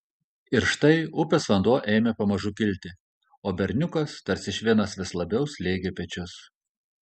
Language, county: Lithuanian, Kaunas